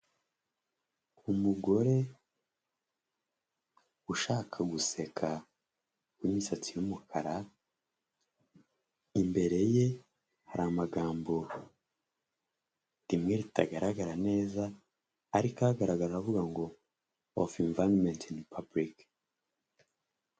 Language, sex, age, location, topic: Kinyarwanda, male, 25-35, Huye, health